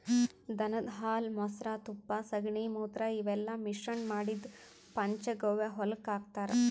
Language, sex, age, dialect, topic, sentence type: Kannada, female, 31-35, Northeastern, agriculture, statement